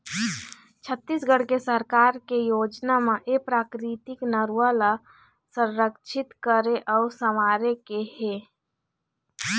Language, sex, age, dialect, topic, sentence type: Chhattisgarhi, female, 25-30, Eastern, agriculture, statement